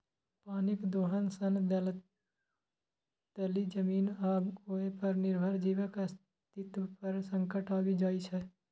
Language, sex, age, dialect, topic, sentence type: Maithili, male, 18-24, Eastern / Thethi, agriculture, statement